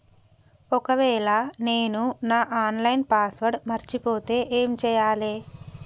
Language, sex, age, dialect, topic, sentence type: Telugu, female, 18-24, Telangana, banking, question